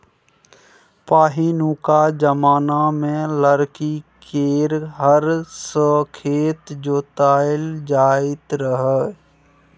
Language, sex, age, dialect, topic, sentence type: Maithili, male, 60-100, Bajjika, agriculture, statement